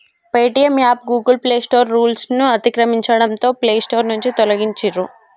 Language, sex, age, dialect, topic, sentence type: Telugu, male, 25-30, Telangana, banking, statement